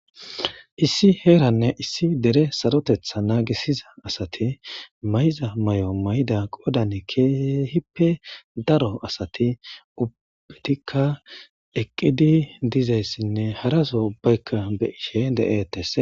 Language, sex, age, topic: Gamo, male, 18-24, government